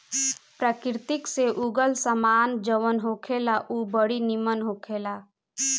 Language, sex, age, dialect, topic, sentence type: Bhojpuri, female, 18-24, Southern / Standard, agriculture, statement